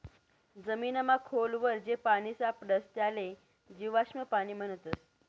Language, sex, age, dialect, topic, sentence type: Marathi, female, 18-24, Northern Konkan, agriculture, statement